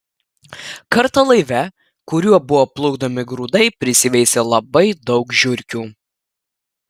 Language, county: Lithuanian, Klaipėda